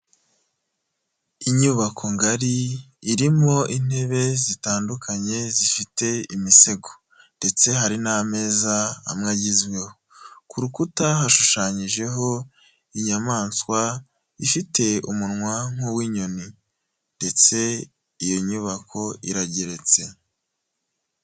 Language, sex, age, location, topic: Kinyarwanda, male, 25-35, Huye, health